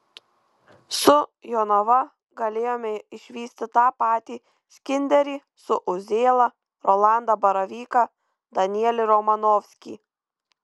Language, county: Lithuanian, Kaunas